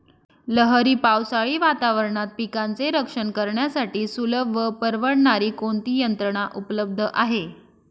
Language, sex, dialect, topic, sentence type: Marathi, female, Northern Konkan, agriculture, question